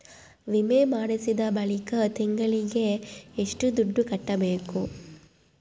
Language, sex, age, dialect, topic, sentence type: Kannada, female, 18-24, Central, banking, question